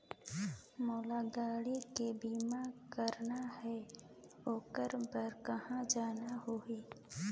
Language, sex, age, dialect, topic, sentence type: Chhattisgarhi, female, 25-30, Northern/Bhandar, banking, question